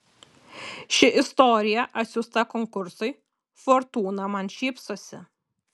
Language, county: Lithuanian, Kaunas